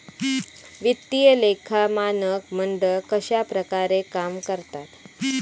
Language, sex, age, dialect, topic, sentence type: Marathi, female, 31-35, Southern Konkan, banking, statement